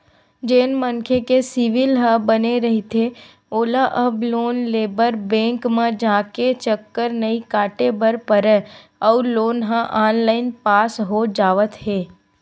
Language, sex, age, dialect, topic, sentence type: Chhattisgarhi, female, 51-55, Western/Budati/Khatahi, banking, statement